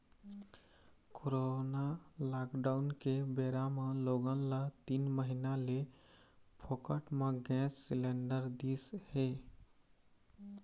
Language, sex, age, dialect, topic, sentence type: Chhattisgarhi, male, 18-24, Eastern, banking, statement